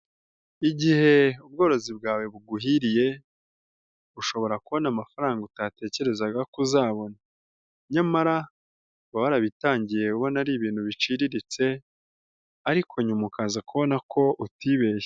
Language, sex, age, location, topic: Kinyarwanda, female, 18-24, Nyagatare, agriculture